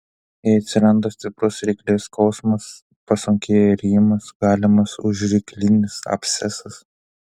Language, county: Lithuanian, Telšiai